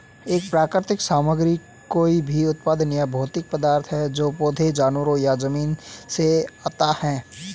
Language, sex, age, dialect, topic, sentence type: Hindi, male, 18-24, Marwari Dhudhari, agriculture, statement